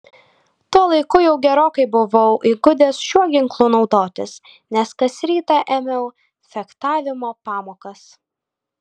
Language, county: Lithuanian, Kaunas